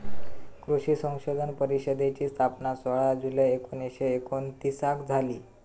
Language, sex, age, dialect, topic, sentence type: Marathi, female, 25-30, Southern Konkan, agriculture, statement